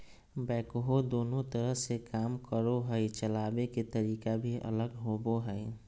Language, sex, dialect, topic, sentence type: Magahi, male, Southern, agriculture, statement